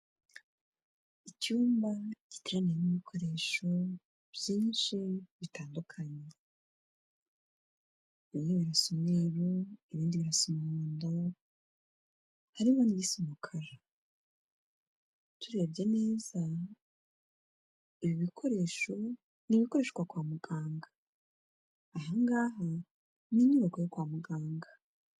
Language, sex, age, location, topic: Kinyarwanda, female, 25-35, Kigali, health